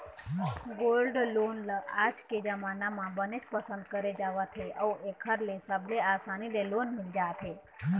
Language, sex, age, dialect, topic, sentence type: Chhattisgarhi, female, 25-30, Eastern, banking, statement